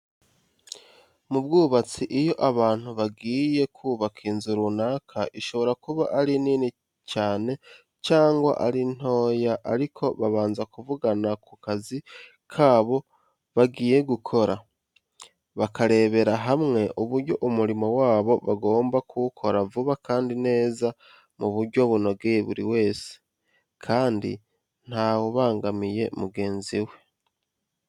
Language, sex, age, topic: Kinyarwanda, male, 25-35, education